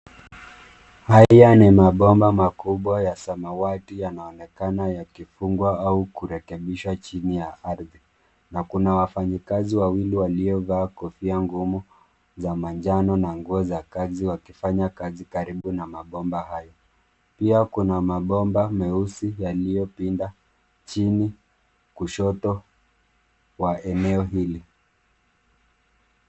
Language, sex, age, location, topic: Swahili, male, 25-35, Nairobi, government